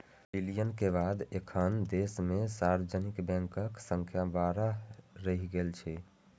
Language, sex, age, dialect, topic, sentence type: Maithili, male, 18-24, Eastern / Thethi, banking, statement